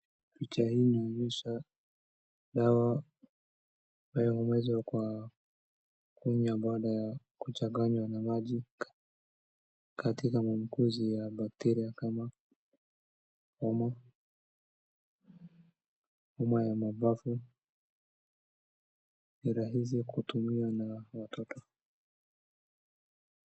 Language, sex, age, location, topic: Swahili, male, 18-24, Wajir, health